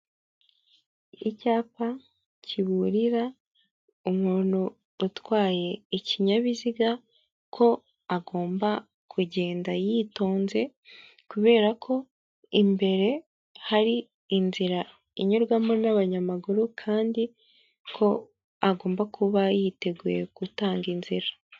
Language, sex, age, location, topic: Kinyarwanda, male, 50+, Kigali, government